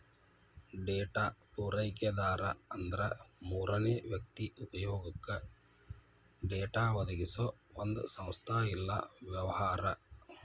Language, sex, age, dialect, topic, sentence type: Kannada, male, 56-60, Dharwad Kannada, banking, statement